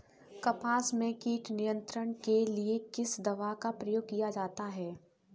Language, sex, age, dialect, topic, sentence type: Hindi, female, 18-24, Kanauji Braj Bhasha, agriculture, question